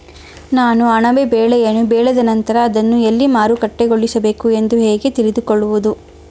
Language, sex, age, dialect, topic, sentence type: Kannada, female, 18-24, Mysore Kannada, agriculture, question